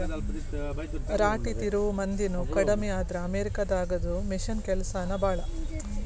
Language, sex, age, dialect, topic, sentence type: Kannada, female, 36-40, Dharwad Kannada, agriculture, statement